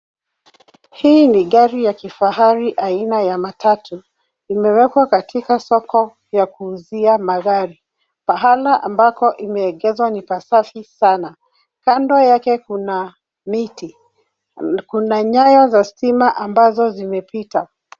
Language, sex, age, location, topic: Swahili, female, 36-49, Nairobi, finance